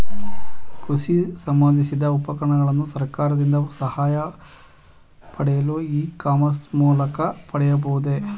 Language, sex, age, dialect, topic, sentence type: Kannada, male, 31-35, Mysore Kannada, agriculture, question